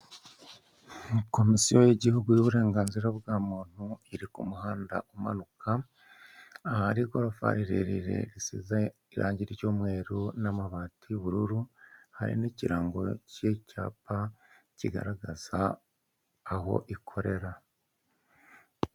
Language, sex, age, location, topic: Kinyarwanda, male, 50+, Kigali, government